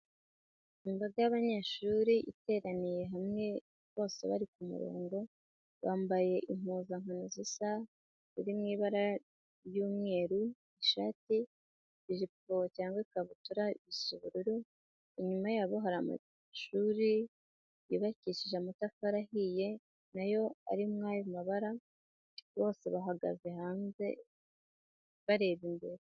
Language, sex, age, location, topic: Kinyarwanda, female, 25-35, Nyagatare, education